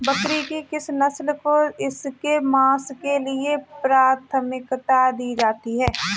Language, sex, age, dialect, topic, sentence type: Hindi, female, 25-30, Kanauji Braj Bhasha, agriculture, statement